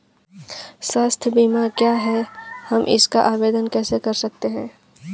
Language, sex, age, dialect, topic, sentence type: Hindi, female, 18-24, Kanauji Braj Bhasha, banking, question